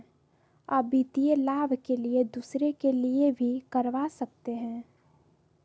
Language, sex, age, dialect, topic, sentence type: Magahi, female, 18-24, Southern, banking, question